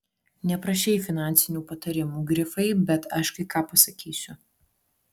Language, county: Lithuanian, Alytus